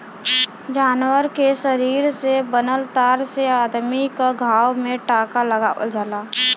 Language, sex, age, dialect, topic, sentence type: Bhojpuri, male, 18-24, Western, agriculture, statement